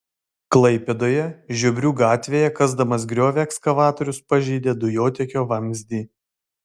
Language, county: Lithuanian, Vilnius